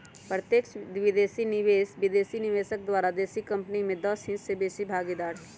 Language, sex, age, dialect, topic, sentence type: Magahi, female, 25-30, Western, banking, statement